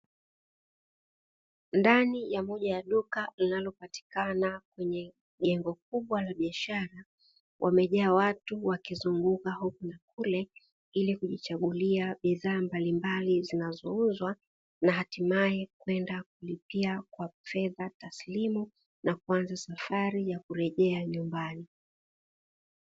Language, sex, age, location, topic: Swahili, female, 36-49, Dar es Salaam, finance